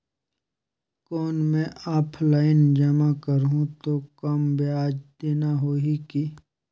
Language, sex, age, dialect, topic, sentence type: Chhattisgarhi, male, 25-30, Northern/Bhandar, banking, question